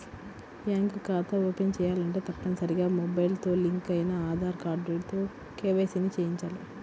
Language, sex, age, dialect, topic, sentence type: Telugu, female, 18-24, Central/Coastal, banking, statement